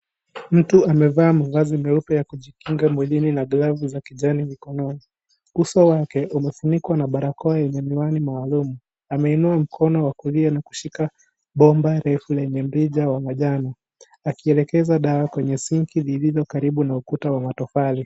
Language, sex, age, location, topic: Swahili, male, 18-24, Kisii, health